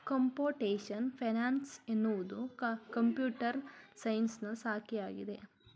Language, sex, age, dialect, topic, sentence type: Kannada, male, 31-35, Mysore Kannada, banking, statement